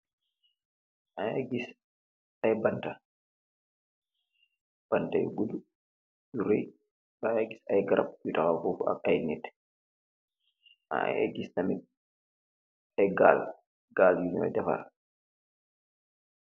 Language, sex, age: Wolof, male, 36-49